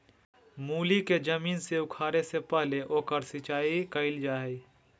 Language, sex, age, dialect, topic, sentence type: Magahi, male, 41-45, Southern, agriculture, statement